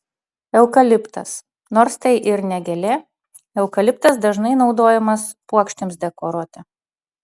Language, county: Lithuanian, Utena